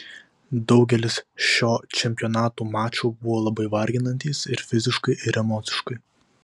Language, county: Lithuanian, Vilnius